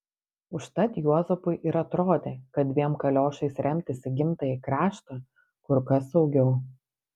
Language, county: Lithuanian, Panevėžys